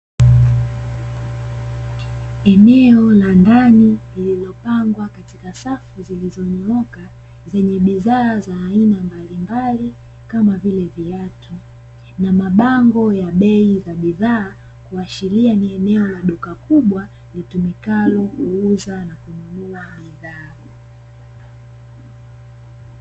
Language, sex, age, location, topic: Swahili, female, 18-24, Dar es Salaam, finance